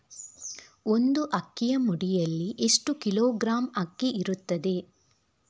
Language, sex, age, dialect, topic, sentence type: Kannada, female, 36-40, Coastal/Dakshin, agriculture, question